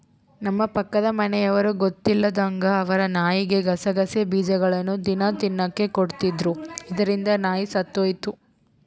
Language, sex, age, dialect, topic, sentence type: Kannada, female, 18-24, Central, agriculture, statement